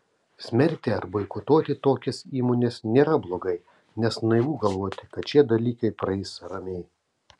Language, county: Lithuanian, Telšiai